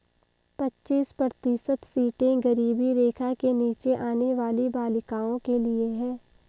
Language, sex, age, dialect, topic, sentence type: Hindi, female, 18-24, Marwari Dhudhari, banking, statement